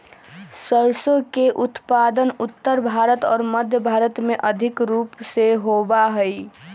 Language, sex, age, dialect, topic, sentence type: Magahi, female, 18-24, Western, agriculture, statement